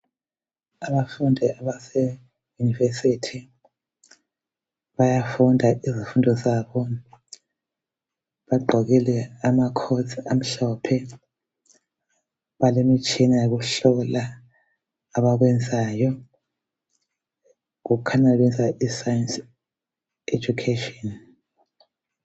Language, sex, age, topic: North Ndebele, female, 50+, education